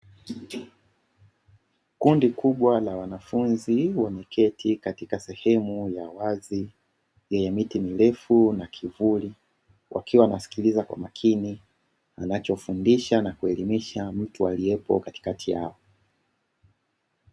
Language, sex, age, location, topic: Swahili, male, 25-35, Dar es Salaam, education